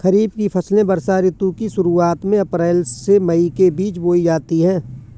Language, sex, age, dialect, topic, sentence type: Hindi, male, 41-45, Awadhi Bundeli, agriculture, statement